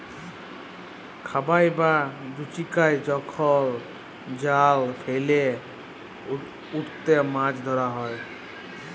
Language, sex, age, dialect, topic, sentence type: Bengali, male, 31-35, Jharkhandi, agriculture, statement